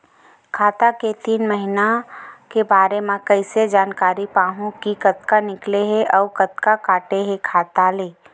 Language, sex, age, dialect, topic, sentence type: Chhattisgarhi, female, 18-24, Western/Budati/Khatahi, banking, question